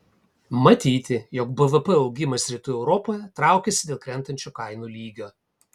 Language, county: Lithuanian, Kaunas